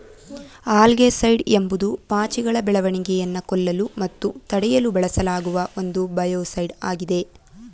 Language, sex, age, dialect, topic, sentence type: Kannada, female, 18-24, Mysore Kannada, agriculture, statement